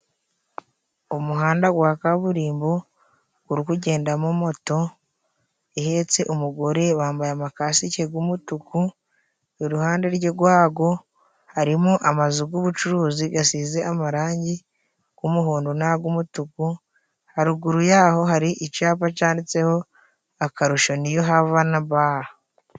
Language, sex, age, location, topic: Kinyarwanda, female, 25-35, Musanze, finance